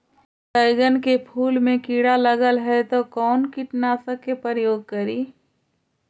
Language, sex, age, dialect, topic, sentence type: Magahi, female, 51-55, Central/Standard, agriculture, question